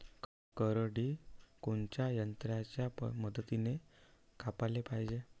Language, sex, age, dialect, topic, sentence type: Marathi, male, 31-35, Varhadi, agriculture, question